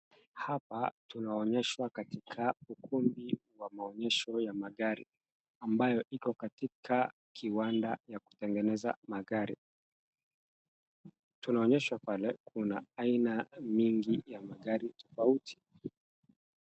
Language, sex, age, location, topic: Swahili, male, 25-35, Wajir, finance